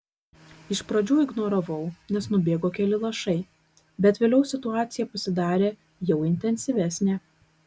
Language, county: Lithuanian, Kaunas